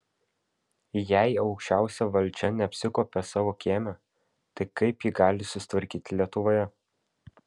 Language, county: Lithuanian, Vilnius